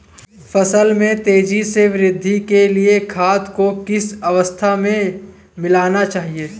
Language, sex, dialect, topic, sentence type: Hindi, male, Marwari Dhudhari, agriculture, question